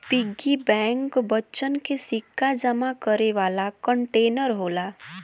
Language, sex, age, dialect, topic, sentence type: Bhojpuri, female, 18-24, Western, banking, statement